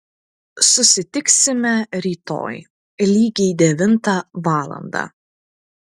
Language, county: Lithuanian, Klaipėda